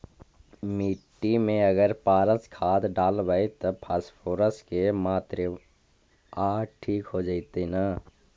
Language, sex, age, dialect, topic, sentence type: Magahi, male, 51-55, Central/Standard, agriculture, question